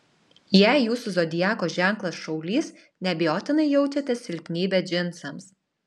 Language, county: Lithuanian, Alytus